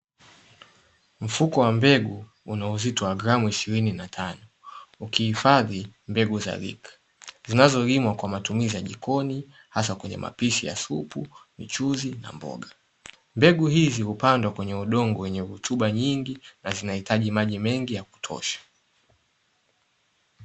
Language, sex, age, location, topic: Swahili, male, 18-24, Dar es Salaam, agriculture